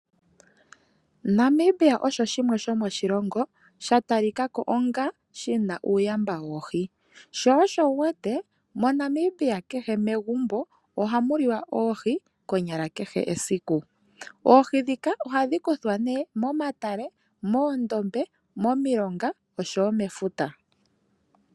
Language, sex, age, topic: Oshiwambo, female, 25-35, agriculture